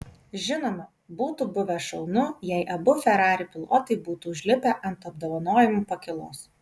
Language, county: Lithuanian, Kaunas